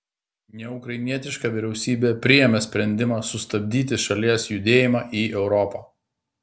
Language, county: Lithuanian, Klaipėda